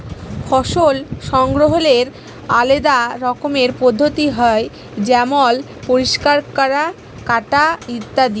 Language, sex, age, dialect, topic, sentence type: Bengali, female, 36-40, Jharkhandi, agriculture, statement